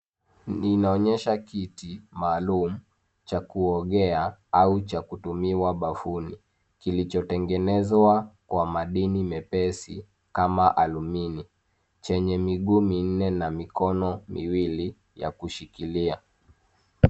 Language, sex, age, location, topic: Swahili, male, 25-35, Nairobi, health